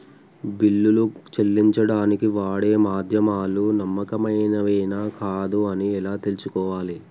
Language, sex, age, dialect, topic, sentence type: Telugu, male, 18-24, Telangana, banking, question